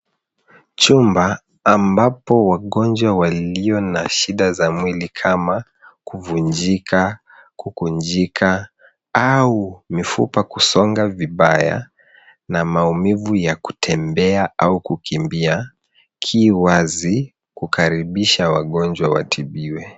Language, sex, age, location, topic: Swahili, male, 25-35, Nairobi, health